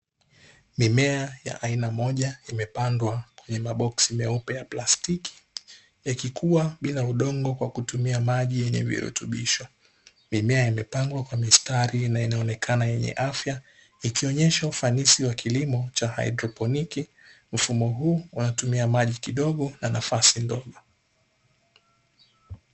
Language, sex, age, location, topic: Swahili, male, 18-24, Dar es Salaam, agriculture